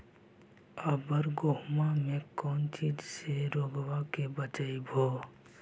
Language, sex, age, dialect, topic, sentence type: Magahi, male, 56-60, Central/Standard, agriculture, question